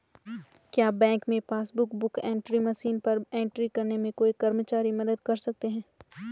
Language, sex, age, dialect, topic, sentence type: Hindi, female, 18-24, Garhwali, banking, question